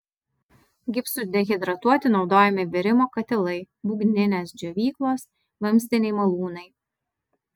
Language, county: Lithuanian, Vilnius